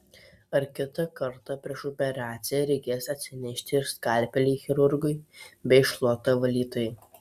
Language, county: Lithuanian, Telšiai